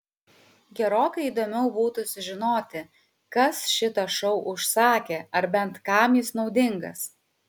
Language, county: Lithuanian, Kaunas